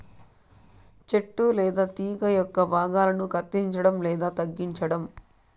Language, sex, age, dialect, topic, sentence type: Telugu, female, 31-35, Southern, agriculture, statement